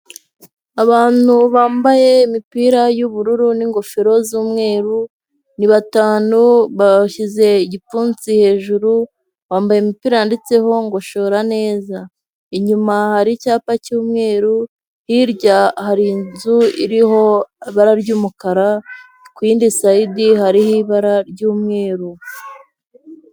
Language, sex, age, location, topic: Kinyarwanda, female, 25-35, Huye, health